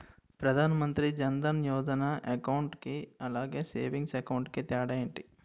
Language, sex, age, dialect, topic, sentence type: Telugu, male, 51-55, Utterandhra, banking, question